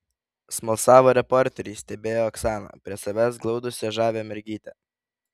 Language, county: Lithuanian, Vilnius